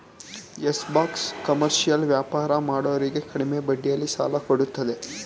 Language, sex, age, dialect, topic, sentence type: Kannada, male, 18-24, Mysore Kannada, banking, statement